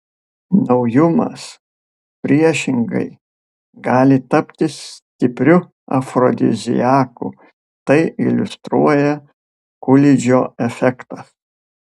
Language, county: Lithuanian, Panevėžys